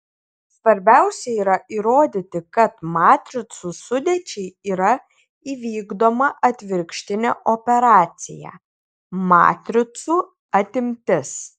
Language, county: Lithuanian, Kaunas